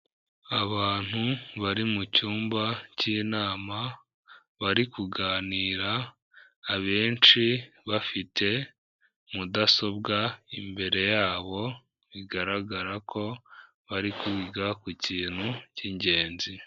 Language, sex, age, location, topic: Kinyarwanda, female, 25-35, Kigali, health